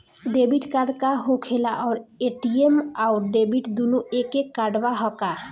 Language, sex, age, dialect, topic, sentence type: Bhojpuri, female, 18-24, Southern / Standard, banking, question